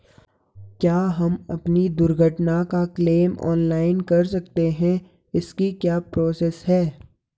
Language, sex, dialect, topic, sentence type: Hindi, male, Garhwali, banking, question